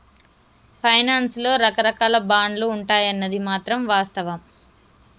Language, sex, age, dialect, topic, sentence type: Telugu, female, 25-30, Telangana, banking, statement